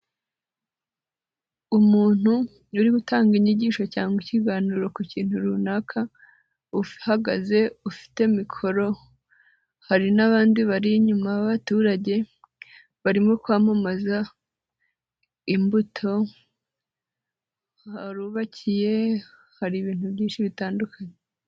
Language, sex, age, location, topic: Kinyarwanda, female, 25-35, Nyagatare, government